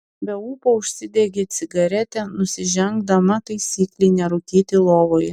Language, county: Lithuanian, Klaipėda